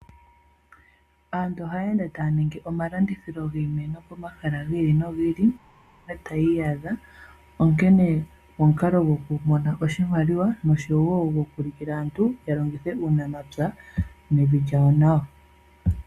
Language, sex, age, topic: Oshiwambo, female, 25-35, agriculture